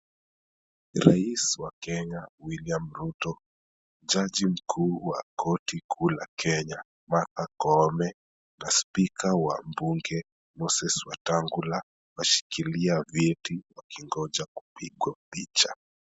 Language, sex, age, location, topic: Swahili, male, 25-35, Kisumu, government